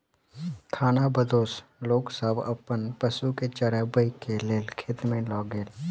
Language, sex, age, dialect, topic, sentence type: Maithili, male, 18-24, Southern/Standard, agriculture, statement